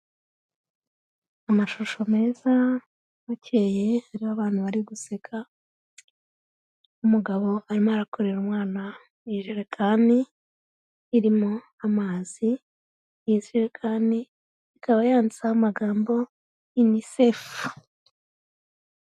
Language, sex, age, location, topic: Kinyarwanda, female, 36-49, Kigali, health